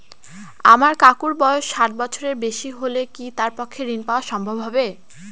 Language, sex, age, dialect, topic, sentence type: Bengali, female, <18, Northern/Varendri, banking, statement